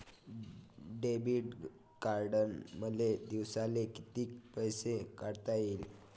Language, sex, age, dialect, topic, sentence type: Marathi, male, 25-30, Varhadi, banking, question